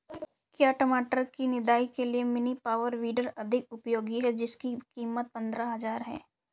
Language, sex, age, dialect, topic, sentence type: Hindi, female, 25-30, Awadhi Bundeli, agriculture, question